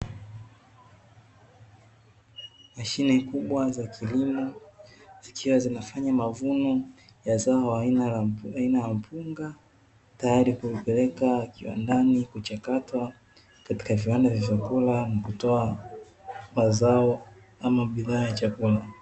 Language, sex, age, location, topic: Swahili, male, 18-24, Dar es Salaam, agriculture